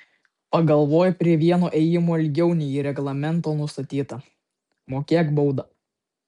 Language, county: Lithuanian, Vilnius